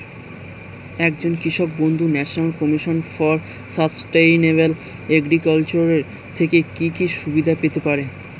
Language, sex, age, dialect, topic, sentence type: Bengali, male, 18-24, Standard Colloquial, agriculture, question